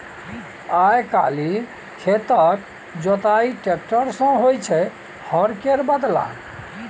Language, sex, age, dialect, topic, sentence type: Maithili, male, 56-60, Bajjika, agriculture, statement